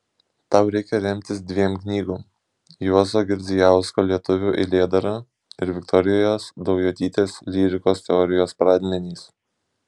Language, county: Lithuanian, Šiauliai